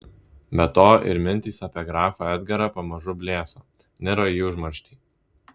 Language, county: Lithuanian, Vilnius